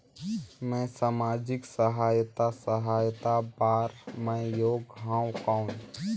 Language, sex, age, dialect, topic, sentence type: Chhattisgarhi, male, 18-24, Northern/Bhandar, banking, question